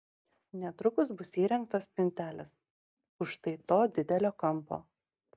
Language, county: Lithuanian, Marijampolė